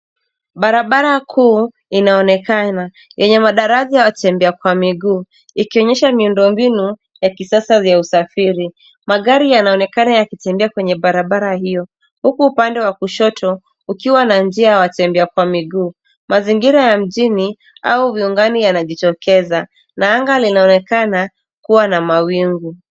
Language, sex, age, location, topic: Swahili, female, 18-24, Nairobi, government